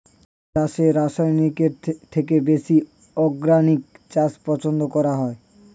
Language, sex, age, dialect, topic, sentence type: Bengali, male, 18-24, Standard Colloquial, agriculture, statement